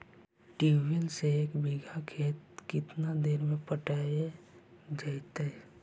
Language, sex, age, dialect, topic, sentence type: Magahi, male, 56-60, Central/Standard, agriculture, question